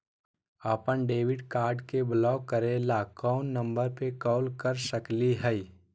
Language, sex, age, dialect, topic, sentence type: Magahi, male, 18-24, Southern, banking, question